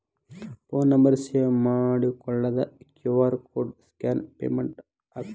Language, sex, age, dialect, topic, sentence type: Kannada, male, 18-24, Dharwad Kannada, banking, statement